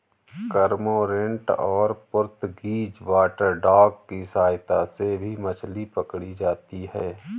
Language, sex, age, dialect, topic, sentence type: Hindi, male, 31-35, Awadhi Bundeli, agriculture, statement